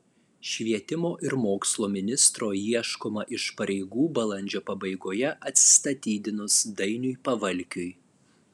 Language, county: Lithuanian, Alytus